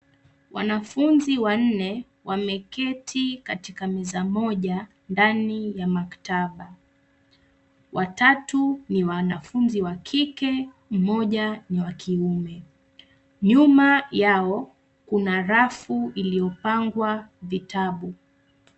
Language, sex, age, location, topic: Swahili, female, 25-35, Nairobi, education